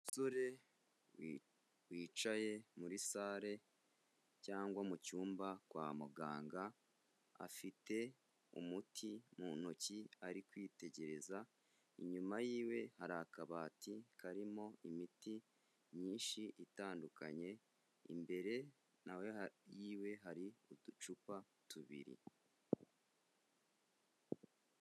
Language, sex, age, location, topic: Kinyarwanda, male, 25-35, Kigali, health